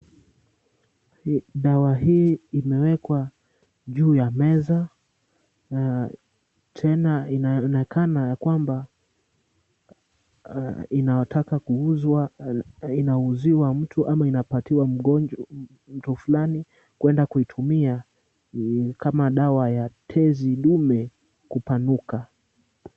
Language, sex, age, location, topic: Swahili, male, 18-24, Kisumu, health